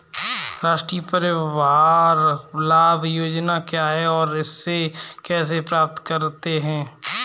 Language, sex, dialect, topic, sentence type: Hindi, male, Kanauji Braj Bhasha, banking, question